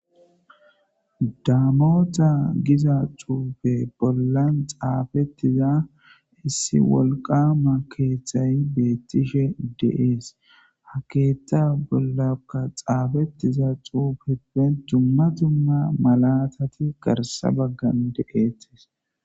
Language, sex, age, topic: Gamo, male, 25-35, government